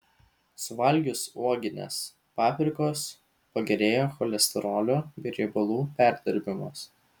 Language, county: Lithuanian, Vilnius